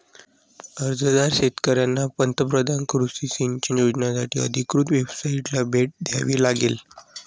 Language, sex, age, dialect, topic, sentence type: Marathi, male, 18-24, Varhadi, agriculture, statement